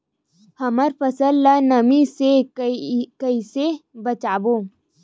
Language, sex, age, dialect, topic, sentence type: Chhattisgarhi, female, 18-24, Western/Budati/Khatahi, agriculture, question